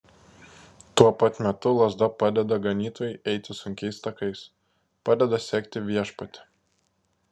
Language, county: Lithuanian, Klaipėda